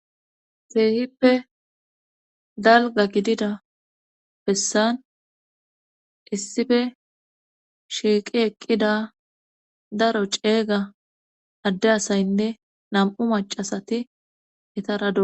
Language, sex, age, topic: Gamo, female, 25-35, government